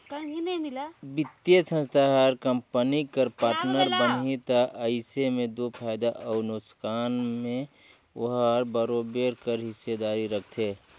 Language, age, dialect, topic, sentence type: Chhattisgarhi, 41-45, Northern/Bhandar, banking, statement